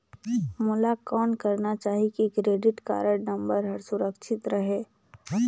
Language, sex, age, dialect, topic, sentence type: Chhattisgarhi, female, 41-45, Northern/Bhandar, banking, question